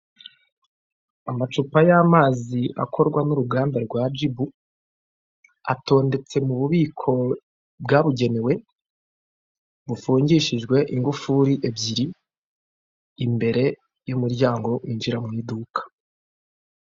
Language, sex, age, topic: Kinyarwanda, male, 36-49, finance